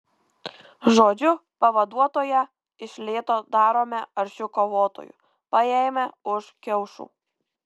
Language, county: Lithuanian, Kaunas